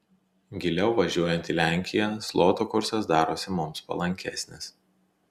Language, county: Lithuanian, Telšiai